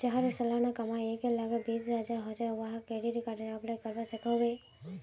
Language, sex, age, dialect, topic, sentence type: Magahi, female, 18-24, Northeastern/Surjapuri, banking, question